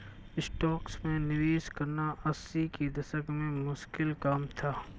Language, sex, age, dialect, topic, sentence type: Hindi, male, 46-50, Kanauji Braj Bhasha, banking, statement